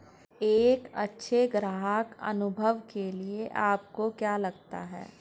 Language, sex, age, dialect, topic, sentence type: Hindi, female, 41-45, Hindustani Malvi Khadi Boli, banking, question